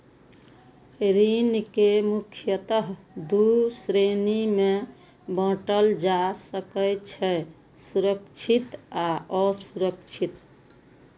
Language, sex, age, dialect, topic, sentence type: Maithili, female, 51-55, Eastern / Thethi, banking, statement